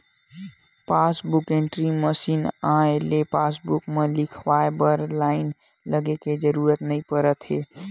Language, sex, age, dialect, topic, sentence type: Chhattisgarhi, male, 41-45, Western/Budati/Khatahi, banking, statement